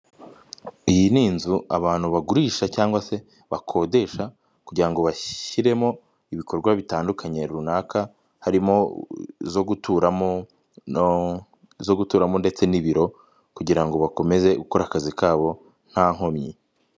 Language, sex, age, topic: Kinyarwanda, male, 18-24, finance